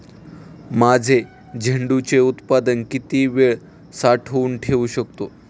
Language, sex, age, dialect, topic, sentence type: Marathi, male, 18-24, Standard Marathi, agriculture, question